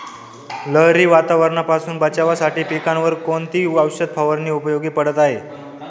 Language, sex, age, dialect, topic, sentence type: Marathi, male, 18-24, Northern Konkan, agriculture, question